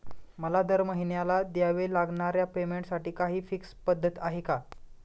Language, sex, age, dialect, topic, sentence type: Marathi, male, 25-30, Standard Marathi, banking, question